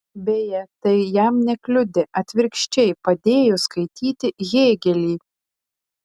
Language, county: Lithuanian, Telšiai